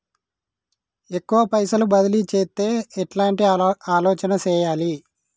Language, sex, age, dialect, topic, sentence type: Telugu, male, 31-35, Telangana, banking, question